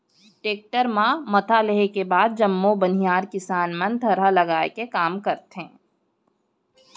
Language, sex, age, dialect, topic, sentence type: Chhattisgarhi, female, 18-24, Central, agriculture, statement